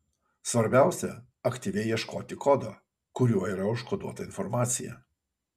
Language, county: Lithuanian, Kaunas